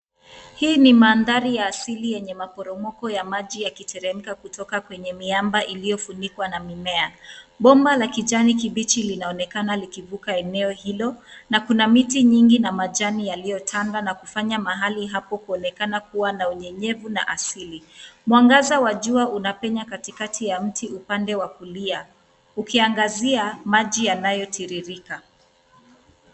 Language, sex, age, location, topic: Swahili, female, 25-35, Nairobi, government